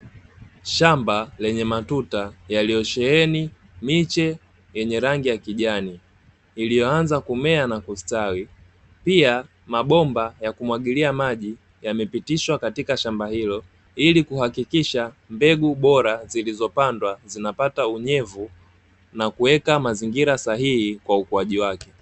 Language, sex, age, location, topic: Swahili, male, 18-24, Dar es Salaam, agriculture